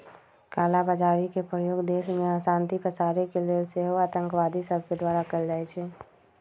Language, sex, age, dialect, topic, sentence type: Magahi, female, 25-30, Western, banking, statement